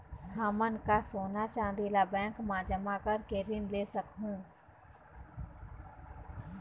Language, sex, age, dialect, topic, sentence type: Chhattisgarhi, female, 25-30, Eastern, banking, question